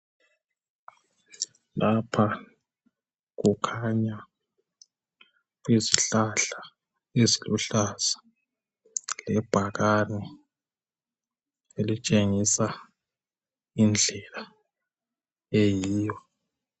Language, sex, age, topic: North Ndebele, male, 18-24, health